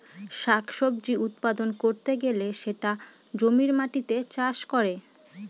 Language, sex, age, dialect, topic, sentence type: Bengali, female, 18-24, Northern/Varendri, agriculture, statement